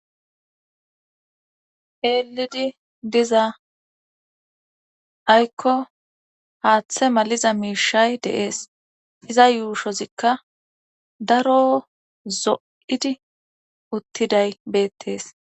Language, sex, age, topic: Gamo, female, 25-35, government